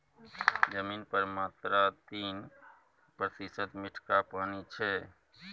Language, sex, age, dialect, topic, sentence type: Maithili, male, 41-45, Bajjika, agriculture, statement